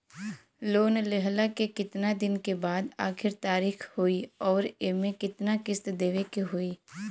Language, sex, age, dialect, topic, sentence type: Bhojpuri, female, 18-24, Western, banking, question